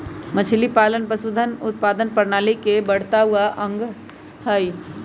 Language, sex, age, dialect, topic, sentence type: Magahi, female, 25-30, Western, agriculture, statement